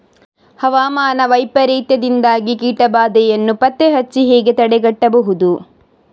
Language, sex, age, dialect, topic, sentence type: Kannada, female, 31-35, Coastal/Dakshin, agriculture, question